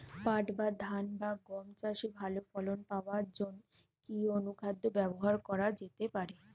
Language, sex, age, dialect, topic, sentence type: Bengali, female, 25-30, Northern/Varendri, agriculture, question